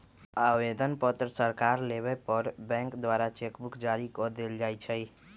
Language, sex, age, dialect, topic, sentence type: Magahi, male, 31-35, Western, banking, statement